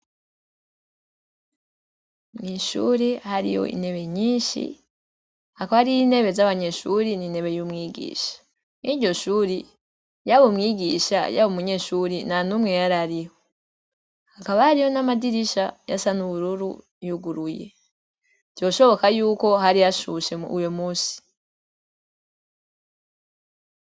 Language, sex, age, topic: Rundi, female, 25-35, education